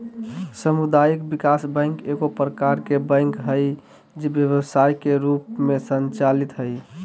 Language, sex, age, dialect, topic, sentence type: Magahi, male, 18-24, Southern, banking, statement